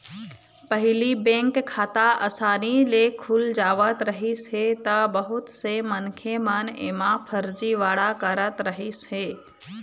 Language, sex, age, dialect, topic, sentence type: Chhattisgarhi, female, 25-30, Eastern, banking, statement